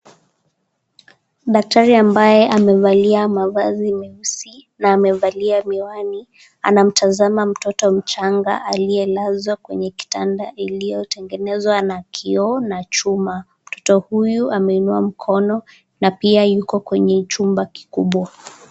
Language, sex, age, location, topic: Swahili, female, 18-24, Nakuru, health